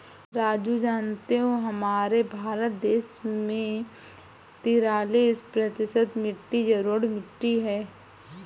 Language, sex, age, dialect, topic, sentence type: Hindi, female, 18-24, Awadhi Bundeli, agriculture, statement